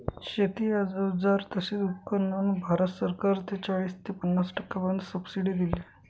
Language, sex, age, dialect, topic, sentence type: Marathi, male, 56-60, Northern Konkan, agriculture, statement